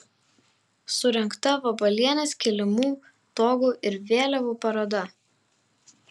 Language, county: Lithuanian, Vilnius